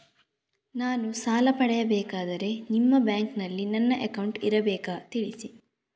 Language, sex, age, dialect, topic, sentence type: Kannada, female, 36-40, Coastal/Dakshin, banking, question